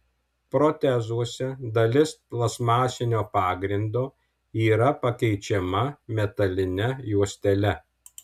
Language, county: Lithuanian, Alytus